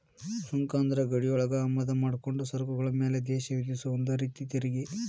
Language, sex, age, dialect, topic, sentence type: Kannada, male, 18-24, Dharwad Kannada, banking, statement